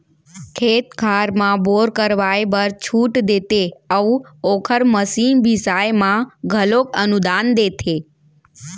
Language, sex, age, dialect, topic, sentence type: Chhattisgarhi, female, 60-100, Central, agriculture, statement